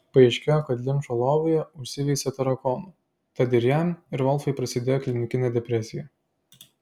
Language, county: Lithuanian, Klaipėda